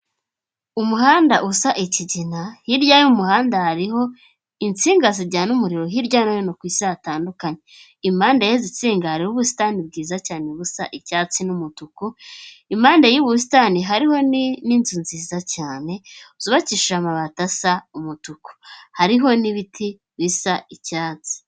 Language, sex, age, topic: Kinyarwanda, female, 18-24, government